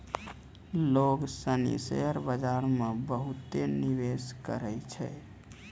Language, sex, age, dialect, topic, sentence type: Maithili, male, 18-24, Angika, banking, statement